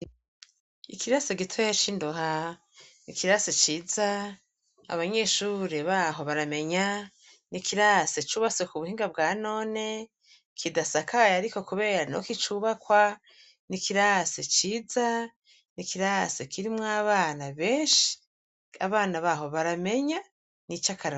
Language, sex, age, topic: Rundi, female, 36-49, education